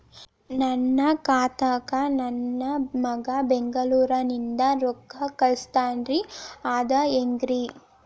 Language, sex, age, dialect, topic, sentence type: Kannada, female, 18-24, Dharwad Kannada, banking, question